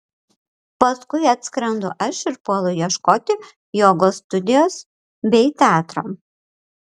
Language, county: Lithuanian, Panevėžys